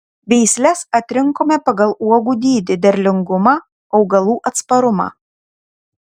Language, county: Lithuanian, Šiauliai